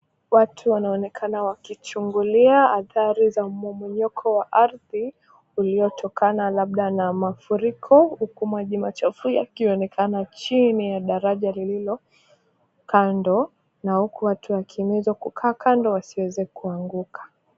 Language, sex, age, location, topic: Swahili, female, 25-35, Mombasa, health